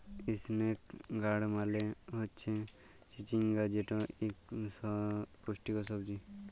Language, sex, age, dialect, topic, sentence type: Bengali, male, 41-45, Jharkhandi, agriculture, statement